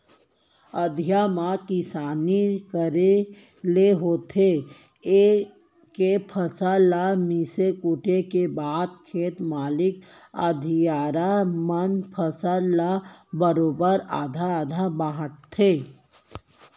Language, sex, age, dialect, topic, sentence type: Chhattisgarhi, female, 18-24, Central, agriculture, statement